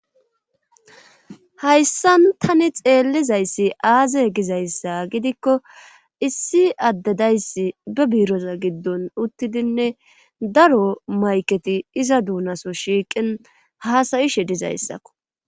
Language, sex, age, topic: Gamo, female, 36-49, government